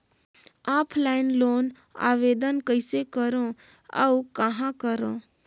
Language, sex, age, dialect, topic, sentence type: Chhattisgarhi, female, 18-24, Northern/Bhandar, banking, question